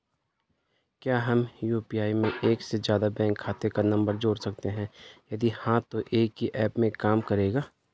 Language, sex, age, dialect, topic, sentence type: Hindi, male, 25-30, Garhwali, banking, question